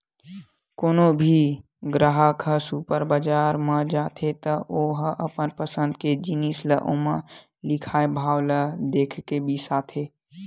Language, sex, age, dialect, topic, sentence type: Chhattisgarhi, male, 41-45, Western/Budati/Khatahi, agriculture, statement